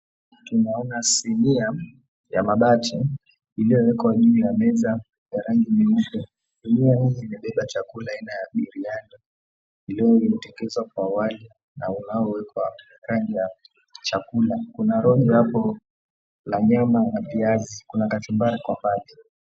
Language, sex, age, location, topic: Swahili, male, 25-35, Mombasa, agriculture